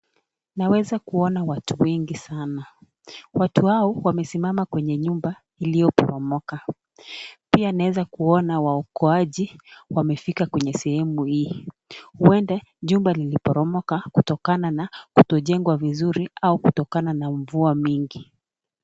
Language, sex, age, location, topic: Swahili, female, 36-49, Nakuru, health